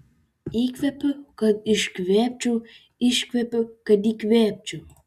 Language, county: Lithuanian, Alytus